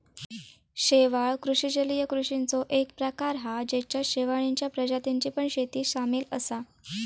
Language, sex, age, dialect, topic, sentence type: Marathi, female, 18-24, Southern Konkan, agriculture, statement